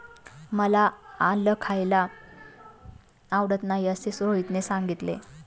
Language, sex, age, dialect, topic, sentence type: Marathi, female, 25-30, Standard Marathi, agriculture, statement